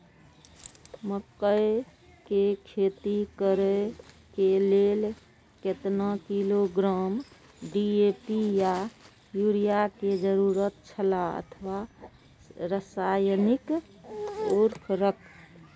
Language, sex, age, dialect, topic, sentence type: Maithili, female, 41-45, Eastern / Thethi, agriculture, question